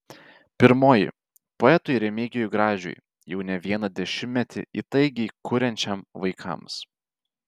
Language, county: Lithuanian, Vilnius